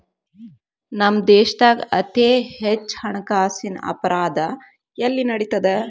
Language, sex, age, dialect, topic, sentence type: Kannada, female, 25-30, Dharwad Kannada, banking, statement